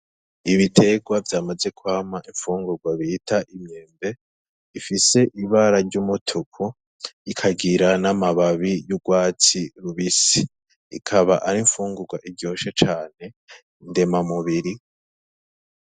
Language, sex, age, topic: Rundi, male, 18-24, agriculture